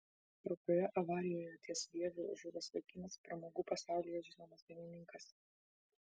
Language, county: Lithuanian, Vilnius